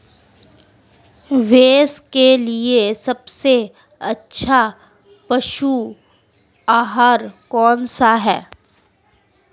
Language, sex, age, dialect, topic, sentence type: Hindi, female, 18-24, Marwari Dhudhari, agriculture, question